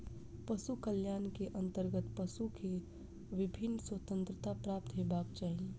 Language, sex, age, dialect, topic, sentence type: Maithili, female, 25-30, Southern/Standard, agriculture, statement